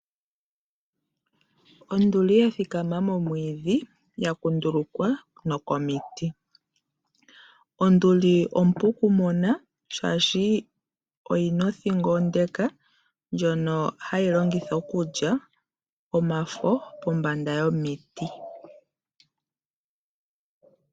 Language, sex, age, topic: Oshiwambo, female, 25-35, agriculture